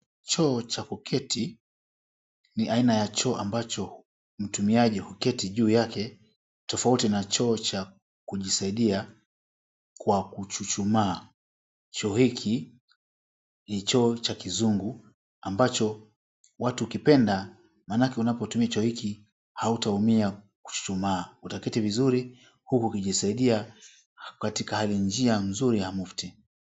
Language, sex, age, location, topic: Swahili, male, 36-49, Mombasa, government